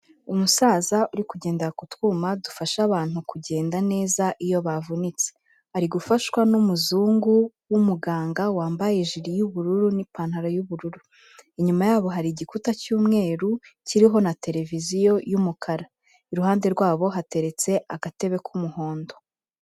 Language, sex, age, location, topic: Kinyarwanda, female, 25-35, Kigali, health